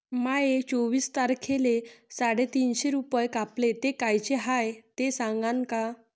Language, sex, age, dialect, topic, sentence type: Marathi, female, 46-50, Varhadi, banking, question